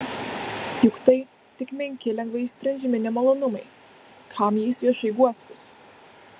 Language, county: Lithuanian, Vilnius